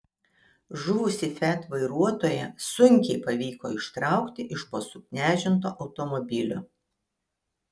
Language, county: Lithuanian, Kaunas